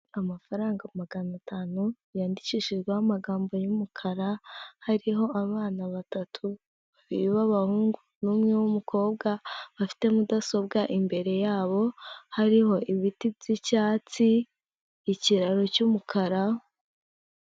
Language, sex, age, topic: Kinyarwanda, female, 18-24, finance